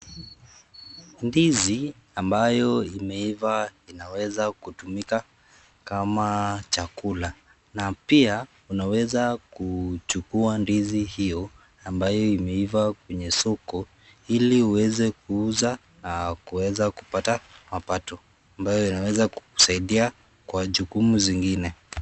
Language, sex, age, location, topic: Swahili, male, 50+, Nakuru, agriculture